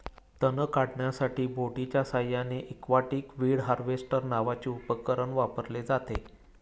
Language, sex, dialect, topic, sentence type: Marathi, male, Standard Marathi, agriculture, statement